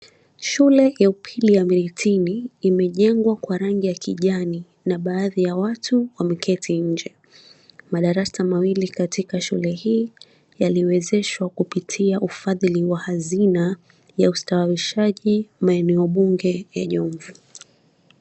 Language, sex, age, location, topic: Swahili, female, 25-35, Mombasa, education